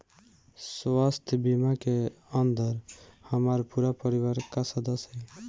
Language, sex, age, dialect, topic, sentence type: Bhojpuri, male, 18-24, Northern, banking, question